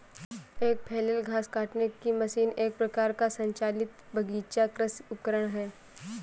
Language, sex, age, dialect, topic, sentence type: Hindi, female, 18-24, Awadhi Bundeli, agriculture, statement